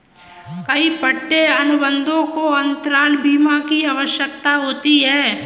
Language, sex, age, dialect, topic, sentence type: Hindi, female, 18-24, Kanauji Braj Bhasha, banking, statement